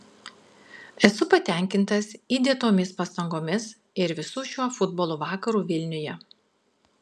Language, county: Lithuanian, Klaipėda